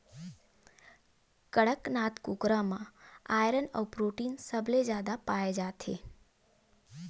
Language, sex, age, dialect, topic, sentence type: Chhattisgarhi, female, 18-24, Western/Budati/Khatahi, agriculture, statement